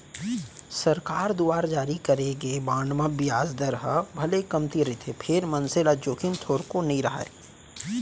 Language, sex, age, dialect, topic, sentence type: Chhattisgarhi, male, 25-30, Central, banking, statement